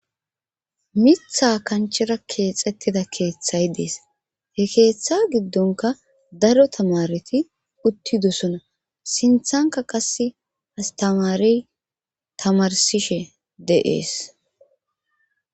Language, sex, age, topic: Gamo, female, 25-35, government